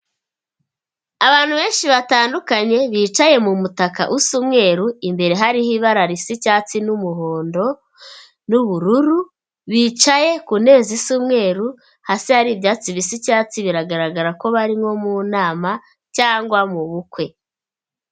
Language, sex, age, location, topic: Kinyarwanda, female, 25-35, Kigali, government